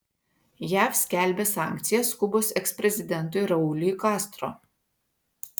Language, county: Lithuanian, Vilnius